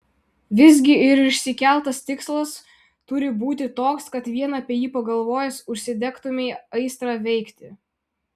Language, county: Lithuanian, Vilnius